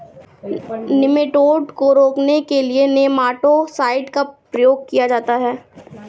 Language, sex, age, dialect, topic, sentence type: Hindi, female, 46-50, Awadhi Bundeli, agriculture, statement